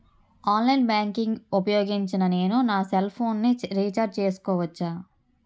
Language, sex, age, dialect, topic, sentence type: Telugu, female, 31-35, Utterandhra, banking, question